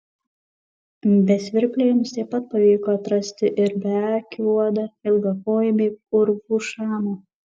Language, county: Lithuanian, Kaunas